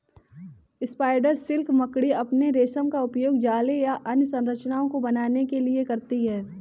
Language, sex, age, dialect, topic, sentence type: Hindi, female, 18-24, Kanauji Braj Bhasha, agriculture, statement